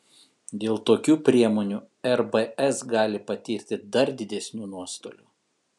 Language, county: Lithuanian, Kaunas